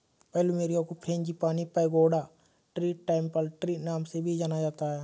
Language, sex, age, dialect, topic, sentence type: Hindi, male, 25-30, Kanauji Braj Bhasha, agriculture, statement